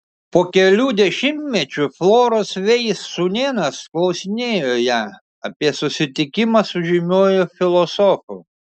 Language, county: Lithuanian, Šiauliai